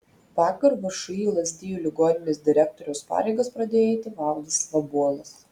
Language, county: Lithuanian, Telšiai